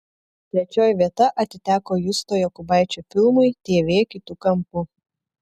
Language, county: Lithuanian, Telšiai